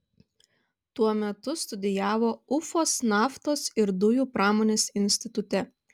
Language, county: Lithuanian, Vilnius